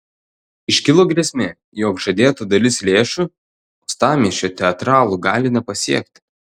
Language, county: Lithuanian, Telšiai